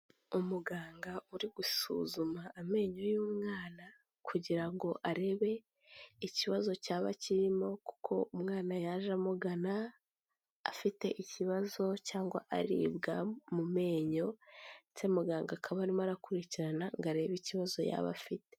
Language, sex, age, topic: Kinyarwanda, female, 18-24, health